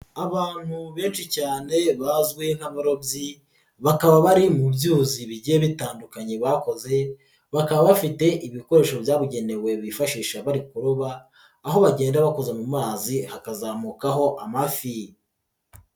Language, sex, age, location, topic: Kinyarwanda, male, 50+, Nyagatare, agriculture